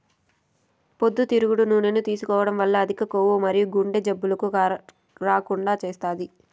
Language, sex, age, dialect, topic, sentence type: Telugu, female, 18-24, Southern, agriculture, statement